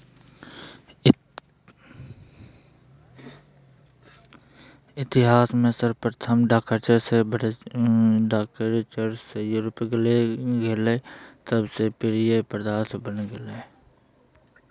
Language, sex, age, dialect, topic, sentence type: Magahi, male, 31-35, Southern, agriculture, statement